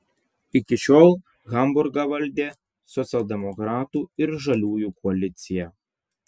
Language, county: Lithuanian, Vilnius